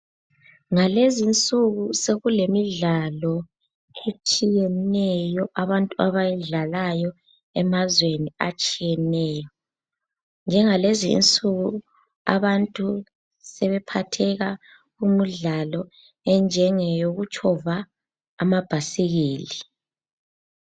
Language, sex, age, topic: North Ndebele, female, 18-24, health